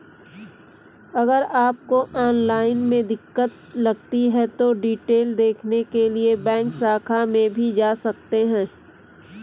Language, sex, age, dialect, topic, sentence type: Hindi, female, 25-30, Kanauji Braj Bhasha, banking, statement